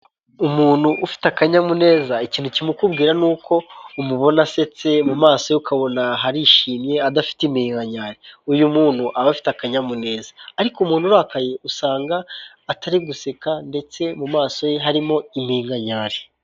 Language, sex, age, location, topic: Kinyarwanda, male, 18-24, Kigali, health